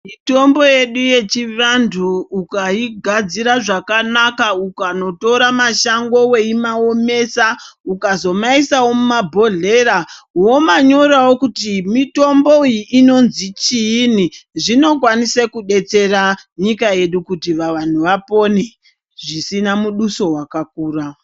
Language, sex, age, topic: Ndau, male, 50+, health